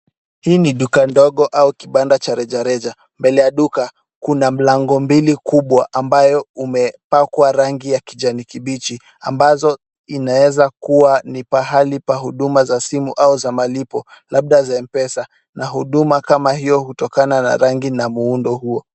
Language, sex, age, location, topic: Swahili, male, 36-49, Kisumu, finance